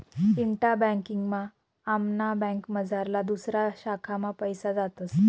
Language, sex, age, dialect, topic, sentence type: Marathi, female, 25-30, Northern Konkan, banking, statement